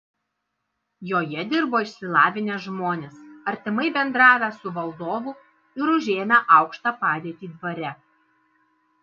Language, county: Lithuanian, Kaunas